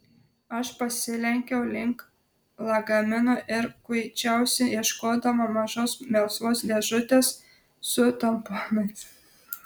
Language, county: Lithuanian, Telšiai